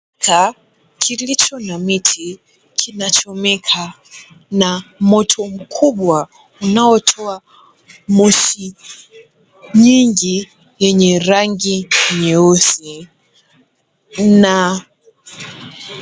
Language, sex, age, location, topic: Swahili, female, 18-24, Kisumu, health